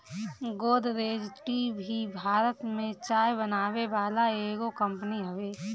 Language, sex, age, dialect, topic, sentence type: Bhojpuri, female, 31-35, Northern, agriculture, statement